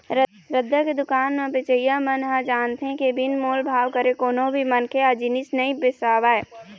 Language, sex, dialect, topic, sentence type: Chhattisgarhi, female, Eastern, agriculture, statement